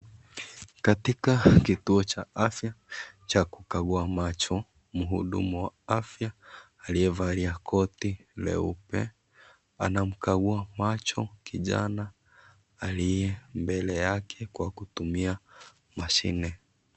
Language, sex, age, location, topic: Swahili, male, 25-35, Kisii, health